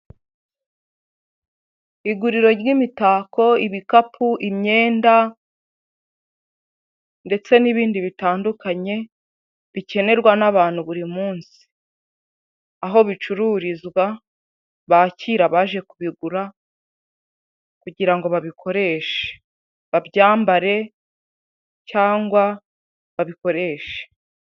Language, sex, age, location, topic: Kinyarwanda, female, 25-35, Huye, finance